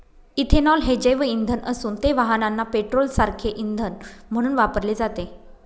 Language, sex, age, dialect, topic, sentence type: Marathi, female, 36-40, Northern Konkan, agriculture, statement